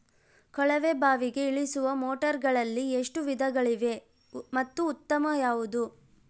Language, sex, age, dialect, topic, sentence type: Kannada, female, 18-24, Central, agriculture, question